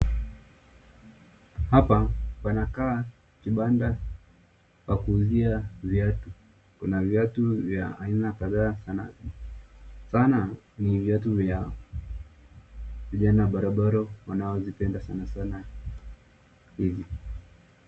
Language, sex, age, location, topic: Swahili, male, 18-24, Nakuru, finance